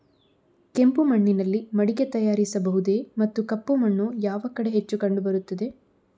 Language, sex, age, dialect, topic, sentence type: Kannada, female, 18-24, Coastal/Dakshin, agriculture, question